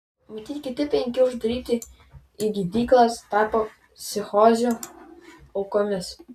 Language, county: Lithuanian, Vilnius